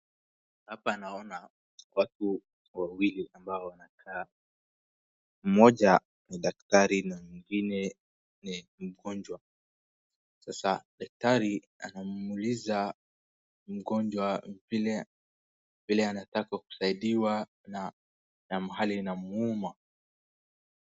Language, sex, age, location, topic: Swahili, male, 18-24, Wajir, health